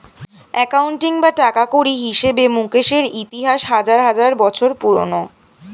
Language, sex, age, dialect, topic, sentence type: Bengali, female, <18, Standard Colloquial, banking, statement